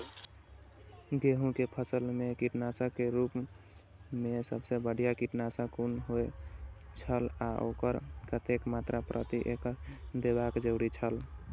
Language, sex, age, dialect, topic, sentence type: Maithili, male, 18-24, Eastern / Thethi, agriculture, question